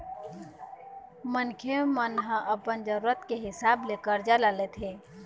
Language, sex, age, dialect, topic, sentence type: Chhattisgarhi, female, 25-30, Eastern, banking, statement